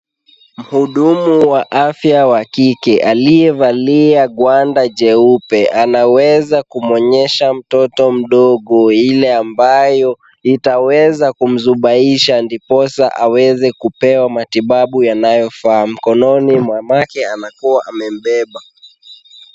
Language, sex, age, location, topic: Swahili, male, 18-24, Kisumu, health